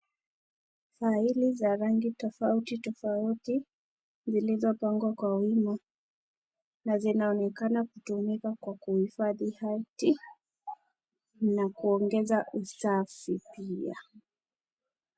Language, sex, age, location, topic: Swahili, female, 18-24, Kisii, education